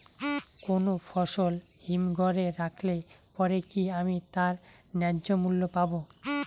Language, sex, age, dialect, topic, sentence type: Bengali, male, 18-24, Rajbangshi, agriculture, question